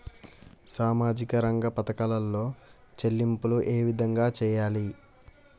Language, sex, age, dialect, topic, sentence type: Telugu, male, 18-24, Telangana, banking, question